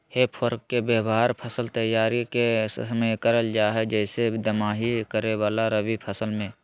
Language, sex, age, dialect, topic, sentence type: Magahi, male, 25-30, Southern, agriculture, statement